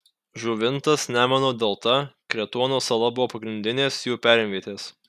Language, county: Lithuanian, Kaunas